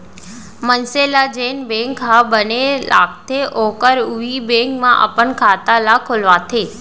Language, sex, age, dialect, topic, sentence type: Chhattisgarhi, female, 25-30, Central, banking, statement